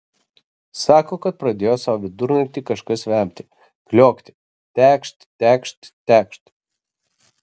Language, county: Lithuanian, Kaunas